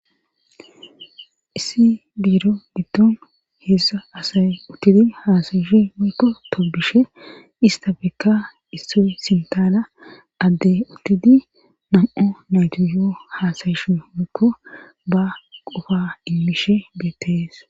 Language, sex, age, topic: Gamo, female, 25-35, government